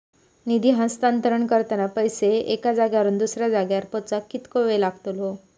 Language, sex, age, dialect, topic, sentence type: Marathi, female, 25-30, Southern Konkan, banking, question